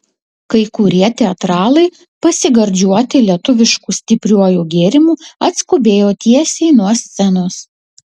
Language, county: Lithuanian, Utena